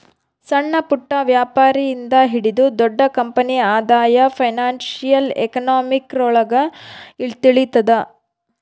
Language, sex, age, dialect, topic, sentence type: Kannada, female, 31-35, Central, banking, statement